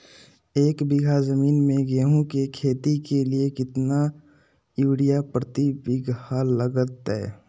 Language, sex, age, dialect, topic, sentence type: Magahi, male, 18-24, Southern, agriculture, question